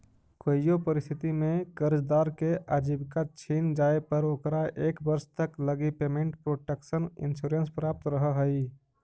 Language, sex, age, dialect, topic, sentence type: Magahi, male, 31-35, Central/Standard, banking, statement